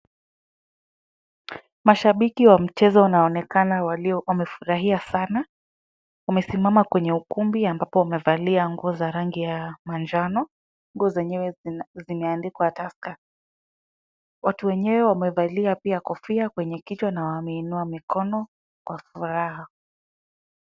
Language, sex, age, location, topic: Swahili, female, 25-35, Kisumu, government